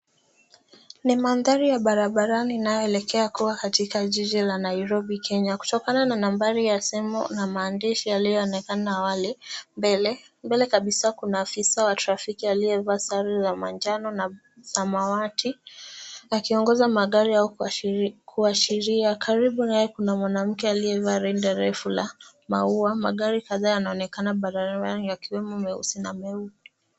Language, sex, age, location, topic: Swahili, female, 18-24, Nairobi, government